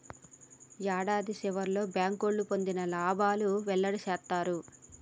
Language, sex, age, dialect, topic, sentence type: Telugu, female, 31-35, Telangana, banking, statement